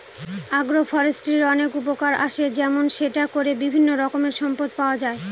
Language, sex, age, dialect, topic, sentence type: Bengali, female, 25-30, Northern/Varendri, agriculture, statement